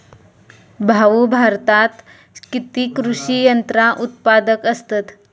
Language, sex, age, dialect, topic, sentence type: Marathi, female, 25-30, Southern Konkan, agriculture, statement